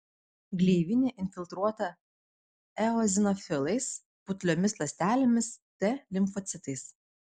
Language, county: Lithuanian, Vilnius